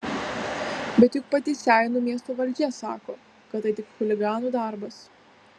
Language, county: Lithuanian, Vilnius